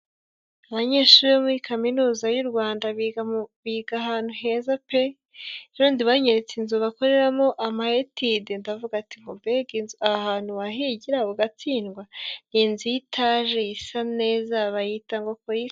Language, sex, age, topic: Kinyarwanda, female, 25-35, government